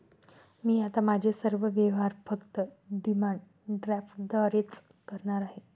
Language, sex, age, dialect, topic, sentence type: Marathi, female, 31-35, Standard Marathi, banking, statement